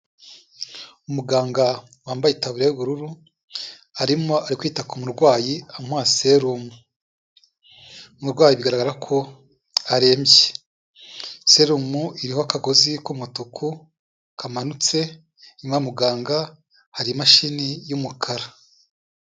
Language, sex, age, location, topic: Kinyarwanda, male, 36-49, Kigali, health